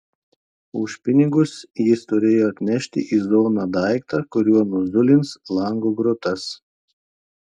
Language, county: Lithuanian, Telšiai